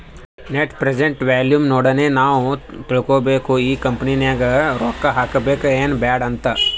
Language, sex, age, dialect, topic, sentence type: Kannada, male, 18-24, Northeastern, banking, statement